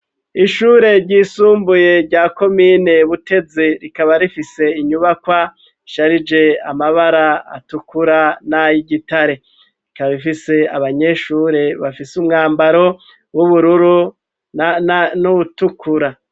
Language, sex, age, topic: Rundi, male, 36-49, education